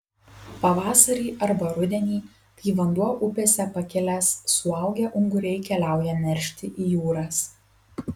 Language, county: Lithuanian, Kaunas